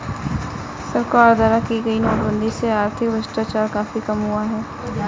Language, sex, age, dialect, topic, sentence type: Hindi, female, 31-35, Kanauji Braj Bhasha, banking, statement